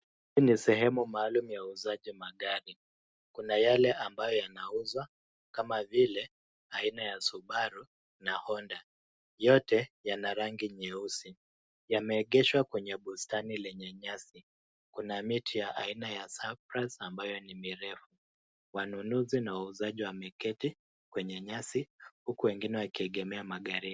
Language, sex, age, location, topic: Swahili, male, 25-35, Nairobi, finance